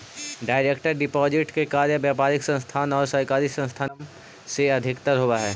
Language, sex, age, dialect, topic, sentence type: Magahi, male, 18-24, Central/Standard, banking, statement